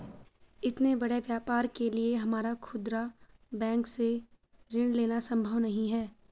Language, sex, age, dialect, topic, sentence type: Hindi, female, 41-45, Garhwali, banking, statement